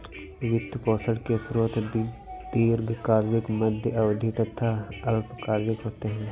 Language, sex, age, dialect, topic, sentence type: Hindi, male, 18-24, Awadhi Bundeli, banking, statement